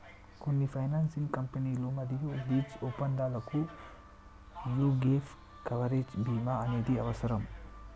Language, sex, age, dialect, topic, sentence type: Telugu, male, 18-24, Telangana, banking, statement